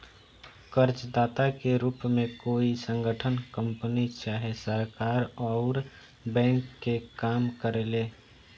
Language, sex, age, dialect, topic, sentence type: Bhojpuri, male, 18-24, Southern / Standard, banking, statement